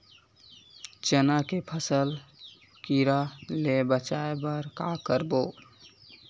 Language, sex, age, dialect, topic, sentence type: Chhattisgarhi, male, 18-24, Western/Budati/Khatahi, agriculture, question